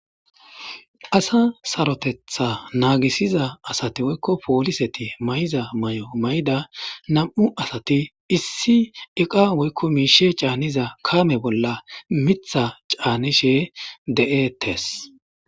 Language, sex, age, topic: Gamo, male, 18-24, government